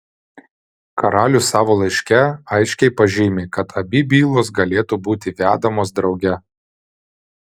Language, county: Lithuanian, Vilnius